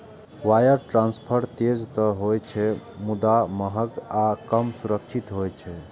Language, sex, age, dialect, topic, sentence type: Maithili, male, 25-30, Eastern / Thethi, banking, statement